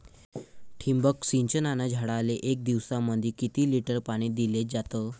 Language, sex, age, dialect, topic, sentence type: Marathi, male, 18-24, Varhadi, agriculture, question